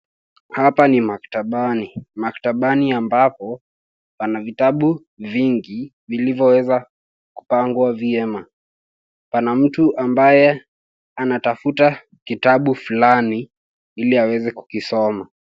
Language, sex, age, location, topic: Swahili, male, 18-24, Nairobi, education